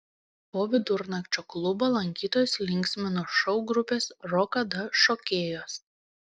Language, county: Lithuanian, Panevėžys